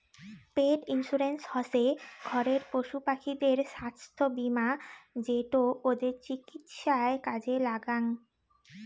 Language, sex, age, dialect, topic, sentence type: Bengali, female, 18-24, Rajbangshi, banking, statement